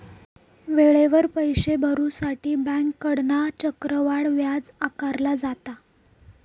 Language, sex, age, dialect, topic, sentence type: Marathi, female, 18-24, Southern Konkan, banking, statement